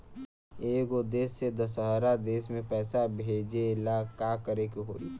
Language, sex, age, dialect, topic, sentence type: Bhojpuri, male, 18-24, Western, banking, question